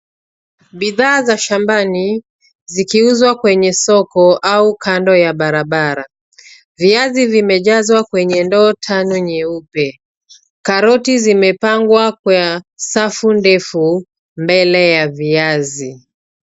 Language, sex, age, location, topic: Swahili, female, 36-49, Nairobi, finance